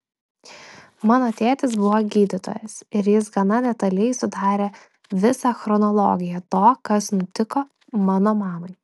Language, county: Lithuanian, Klaipėda